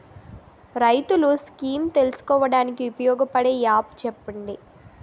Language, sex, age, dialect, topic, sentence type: Telugu, female, 18-24, Utterandhra, agriculture, question